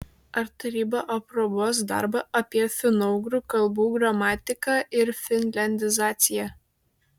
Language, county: Lithuanian, Šiauliai